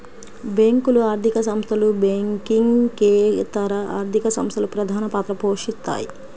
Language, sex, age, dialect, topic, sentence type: Telugu, female, 25-30, Central/Coastal, banking, statement